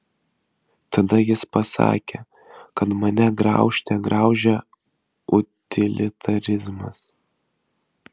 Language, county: Lithuanian, Vilnius